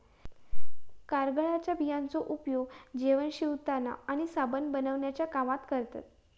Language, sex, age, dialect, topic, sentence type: Marathi, female, 18-24, Southern Konkan, agriculture, statement